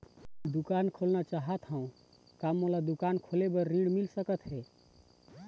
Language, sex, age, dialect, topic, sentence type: Chhattisgarhi, male, 31-35, Eastern, banking, question